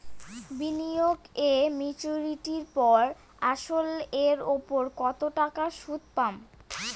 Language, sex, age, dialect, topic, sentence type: Bengali, male, 18-24, Rajbangshi, banking, question